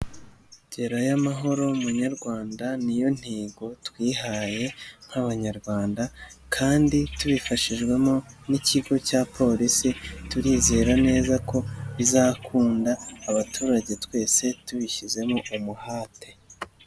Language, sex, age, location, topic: Kinyarwanda, male, 25-35, Nyagatare, government